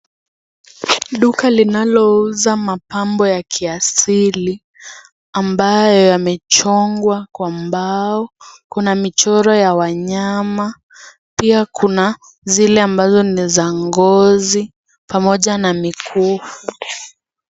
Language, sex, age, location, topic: Swahili, female, 18-24, Kisii, finance